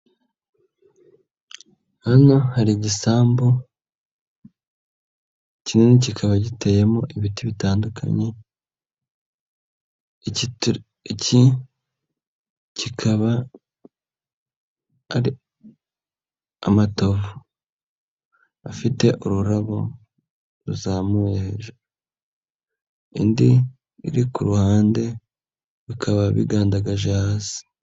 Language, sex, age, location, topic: Kinyarwanda, male, 25-35, Nyagatare, health